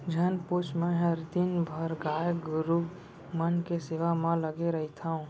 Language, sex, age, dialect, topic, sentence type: Chhattisgarhi, male, 18-24, Central, agriculture, statement